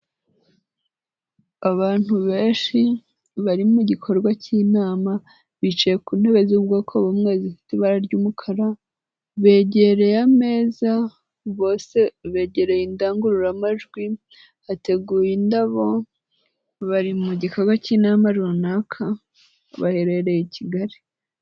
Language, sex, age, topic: Kinyarwanda, female, 18-24, government